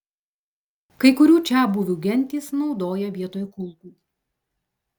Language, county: Lithuanian, Telšiai